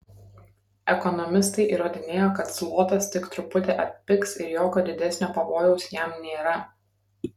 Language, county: Lithuanian, Kaunas